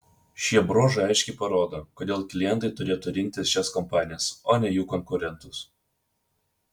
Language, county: Lithuanian, Vilnius